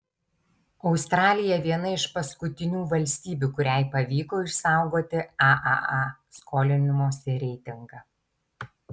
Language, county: Lithuanian, Tauragė